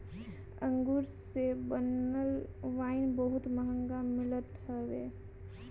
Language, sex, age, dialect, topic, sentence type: Bhojpuri, female, 18-24, Northern, agriculture, statement